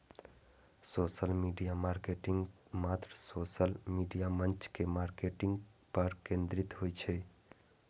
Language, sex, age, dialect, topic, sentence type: Maithili, male, 18-24, Eastern / Thethi, banking, statement